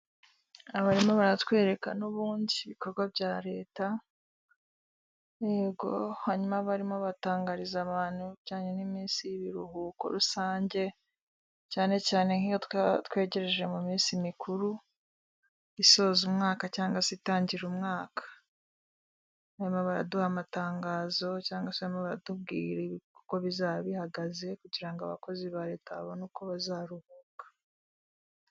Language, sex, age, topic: Kinyarwanda, female, 25-35, government